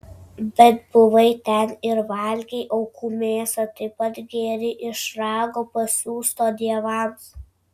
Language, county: Lithuanian, Vilnius